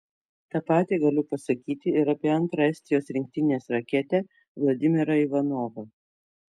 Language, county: Lithuanian, Kaunas